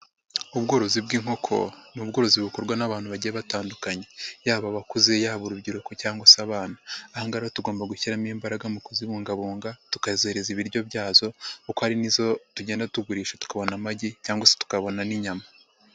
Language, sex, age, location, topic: Kinyarwanda, female, 50+, Nyagatare, agriculture